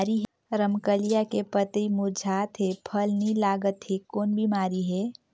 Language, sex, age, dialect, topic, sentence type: Chhattisgarhi, female, 18-24, Northern/Bhandar, agriculture, question